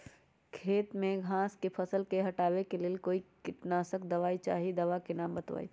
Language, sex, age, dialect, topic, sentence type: Magahi, female, 31-35, Western, agriculture, question